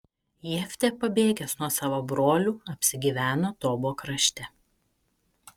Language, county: Lithuanian, Kaunas